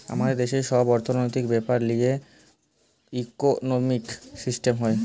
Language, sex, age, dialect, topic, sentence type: Bengali, male, 18-24, Western, banking, statement